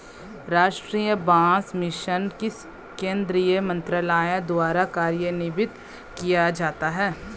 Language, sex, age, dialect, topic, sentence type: Hindi, female, 25-30, Hindustani Malvi Khadi Boli, banking, question